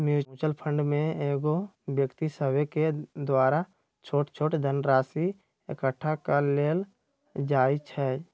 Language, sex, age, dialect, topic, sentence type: Magahi, male, 60-100, Western, banking, statement